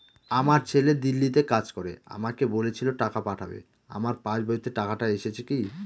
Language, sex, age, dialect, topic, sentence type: Bengali, male, 36-40, Northern/Varendri, banking, question